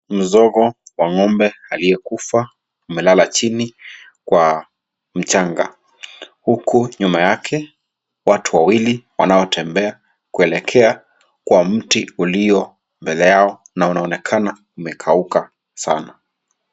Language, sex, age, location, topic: Swahili, male, 25-35, Kisii, health